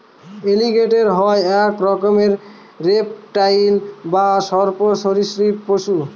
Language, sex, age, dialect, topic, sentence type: Bengali, male, 41-45, Northern/Varendri, agriculture, statement